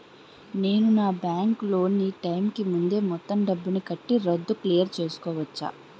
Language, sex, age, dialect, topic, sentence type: Telugu, female, 18-24, Utterandhra, banking, question